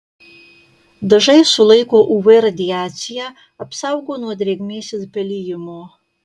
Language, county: Lithuanian, Kaunas